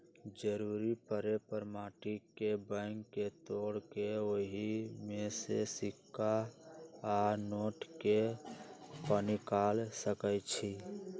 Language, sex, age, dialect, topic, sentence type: Magahi, male, 46-50, Western, banking, statement